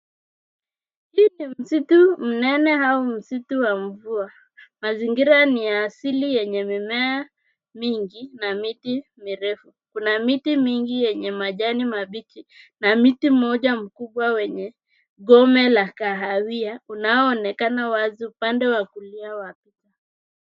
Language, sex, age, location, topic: Swahili, female, 25-35, Nairobi, government